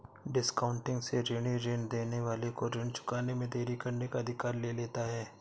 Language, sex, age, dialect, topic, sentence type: Hindi, male, 18-24, Awadhi Bundeli, banking, statement